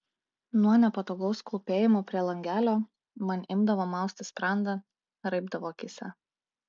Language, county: Lithuanian, Klaipėda